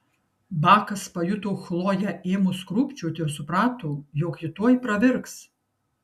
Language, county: Lithuanian, Kaunas